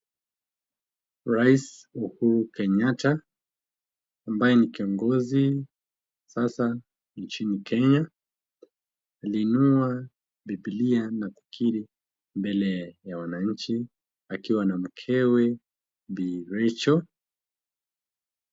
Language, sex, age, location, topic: Swahili, male, 18-24, Kisumu, government